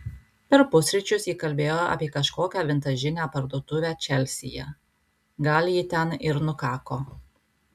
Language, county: Lithuanian, Alytus